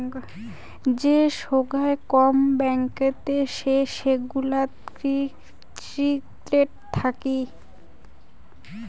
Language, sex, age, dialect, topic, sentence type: Bengali, female, 18-24, Rajbangshi, banking, statement